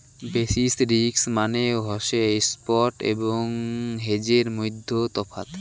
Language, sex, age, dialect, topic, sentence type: Bengali, male, 18-24, Rajbangshi, banking, statement